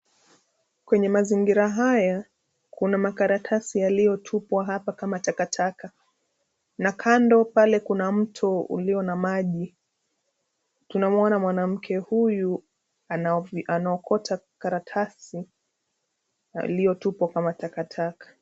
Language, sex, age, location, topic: Swahili, female, 25-35, Nairobi, government